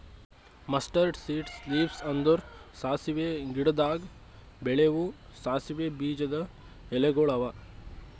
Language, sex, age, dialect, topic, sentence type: Kannada, male, 18-24, Northeastern, agriculture, statement